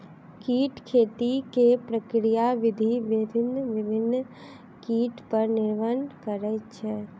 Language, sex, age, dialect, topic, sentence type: Maithili, female, 18-24, Southern/Standard, agriculture, statement